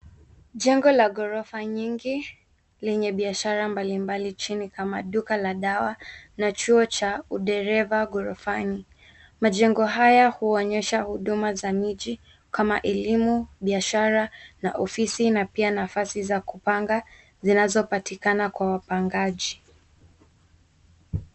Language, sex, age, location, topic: Swahili, female, 18-24, Nairobi, finance